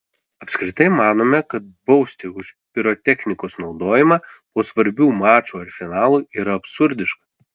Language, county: Lithuanian, Kaunas